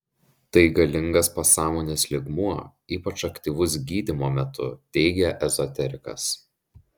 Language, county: Lithuanian, Šiauliai